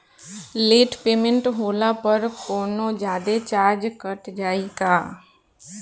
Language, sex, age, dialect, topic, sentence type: Bhojpuri, female, 41-45, Southern / Standard, banking, question